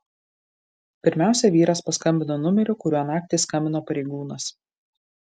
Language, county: Lithuanian, Marijampolė